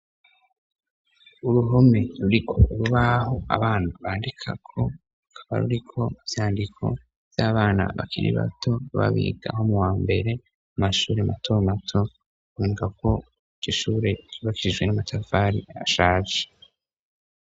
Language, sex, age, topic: Rundi, male, 25-35, education